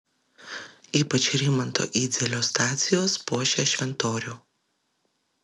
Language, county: Lithuanian, Vilnius